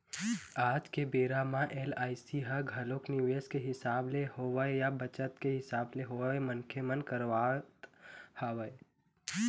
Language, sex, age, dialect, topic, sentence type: Chhattisgarhi, male, 18-24, Eastern, banking, statement